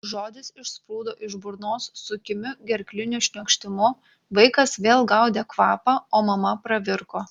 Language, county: Lithuanian, Kaunas